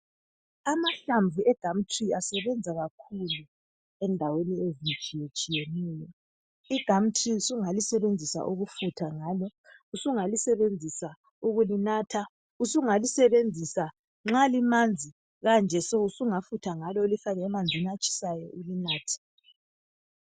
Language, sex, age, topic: North Ndebele, female, 36-49, health